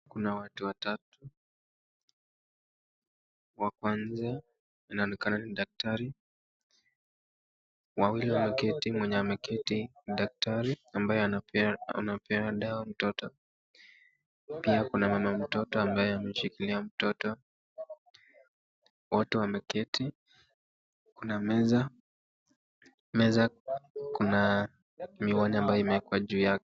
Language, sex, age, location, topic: Swahili, male, 18-24, Nakuru, health